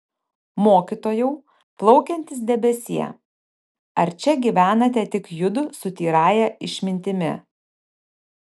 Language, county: Lithuanian, Panevėžys